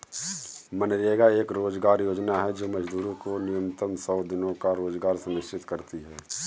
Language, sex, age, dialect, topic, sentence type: Hindi, male, 31-35, Kanauji Braj Bhasha, banking, statement